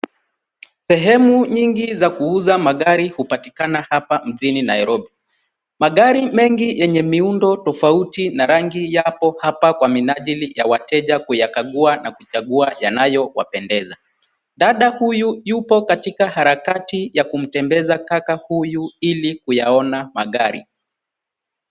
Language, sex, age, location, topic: Swahili, male, 36-49, Nairobi, finance